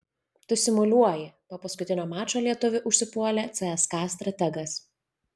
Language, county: Lithuanian, Vilnius